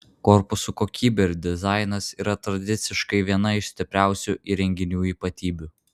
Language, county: Lithuanian, Vilnius